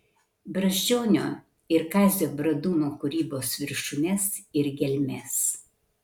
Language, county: Lithuanian, Kaunas